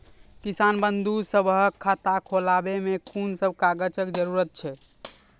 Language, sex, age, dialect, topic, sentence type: Maithili, male, 18-24, Angika, banking, question